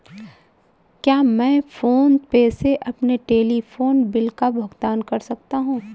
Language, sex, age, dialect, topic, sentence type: Hindi, female, 25-30, Awadhi Bundeli, banking, question